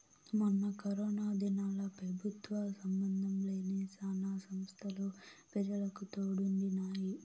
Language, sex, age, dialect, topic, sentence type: Telugu, female, 18-24, Southern, banking, statement